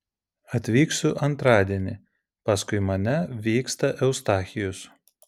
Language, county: Lithuanian, Vilnius